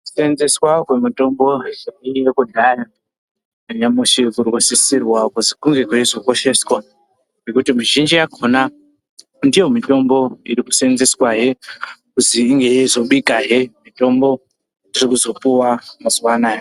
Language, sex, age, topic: Ndau, male, 25-35, health